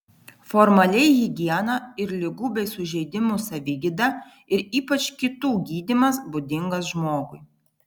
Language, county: Lithuanian, Vilnius